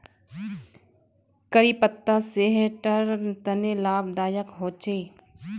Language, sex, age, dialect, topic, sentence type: Magahi, female, 25-30, Northeastern/Surjapuri, agriculture, statement